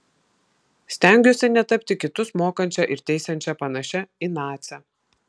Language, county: Lithuanian, Vilnius